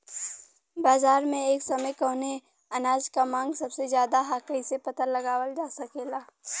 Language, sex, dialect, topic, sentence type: Bhojpuri, female, Western, agriculture, question